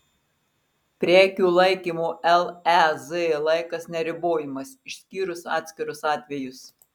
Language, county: Lithuanian, Marijampolė